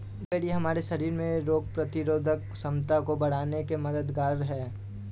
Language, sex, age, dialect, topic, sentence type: Hindi, male, 18-24, Awadhi Bundeli, agriculture, statement